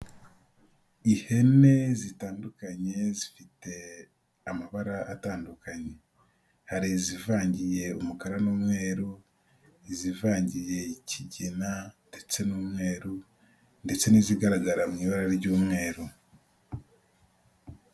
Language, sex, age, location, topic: Kinyarwanda, male, 18-24, Nyagatare, agriculture